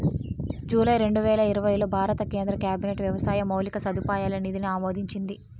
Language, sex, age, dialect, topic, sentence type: Telugu, female, 18-24, Southern, agriculture, statement